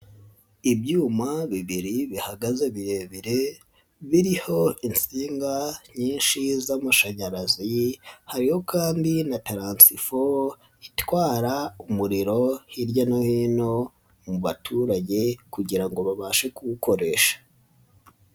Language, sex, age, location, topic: Kinyarwanda, male, 25-35, Nyagatare, government